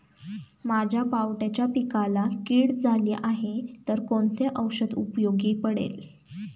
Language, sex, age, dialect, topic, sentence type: Marathi, female, 18-24, Standard Marathi, agriculture, question